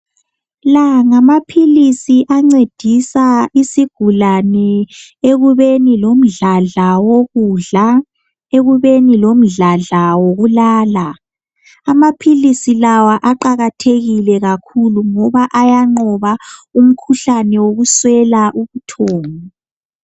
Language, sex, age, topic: North Ndebele, female, 50+, health